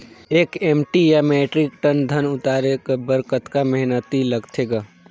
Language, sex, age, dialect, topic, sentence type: Chhattisgarhi, male, 18-24, Northern/Bhandar, agriculture, question